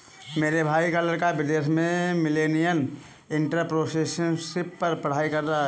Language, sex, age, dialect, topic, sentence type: Hindi, male, 18-24, Kanauji Braj Bhasha, banking, statement